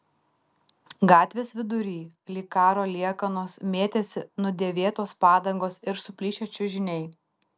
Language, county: Lithuanian, Tauragė